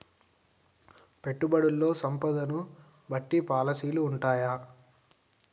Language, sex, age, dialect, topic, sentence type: Telugu, male, 18-24, Telangana, banking, question